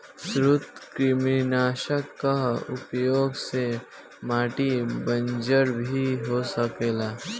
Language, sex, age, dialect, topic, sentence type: Bhojpuri, male, 18-24, Northern, agriculture, statement